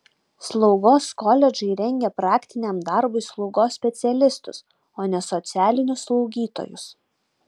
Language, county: Lithuanian, Utena